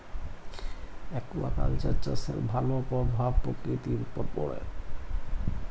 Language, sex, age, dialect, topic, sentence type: Bengali, male, 18-24, Jharkhandi, agriculture, statement